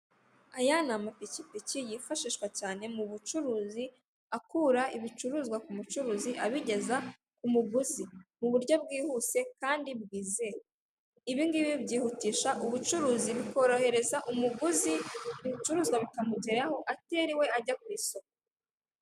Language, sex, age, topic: Kinyarwanda, female, 36-49, finance